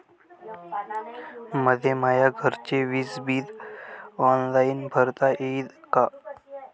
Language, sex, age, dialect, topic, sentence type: Marathi, male, 18-24, Varhadi, banking, question